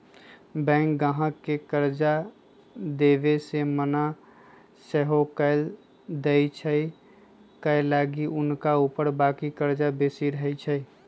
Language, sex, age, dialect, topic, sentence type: Magahi, male, 25-30, Western, banking, statement